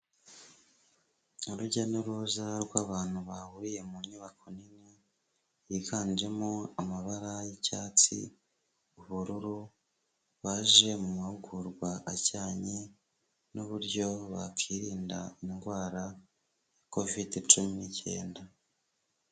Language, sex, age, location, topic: Kinyarwanda, male, 25-35, Huye, health